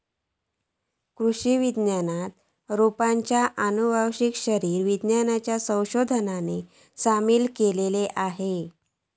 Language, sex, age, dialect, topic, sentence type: Marathi, female, 41-45, Southern Konkan, agriculture, statement